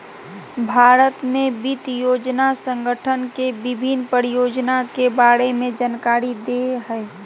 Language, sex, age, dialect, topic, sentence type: Magahi, female, 18-24, Southern, banking, statement